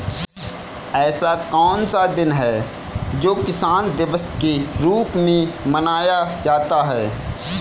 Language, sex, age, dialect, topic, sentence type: Hindi, male, 25-30, Kanauji Braj Bhasha, agriculture, question